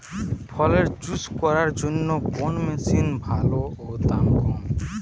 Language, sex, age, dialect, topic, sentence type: Bengali, male, 31-35, Western, agriculture, question